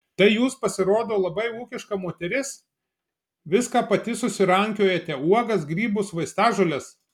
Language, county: Lithuanian, Marijampolė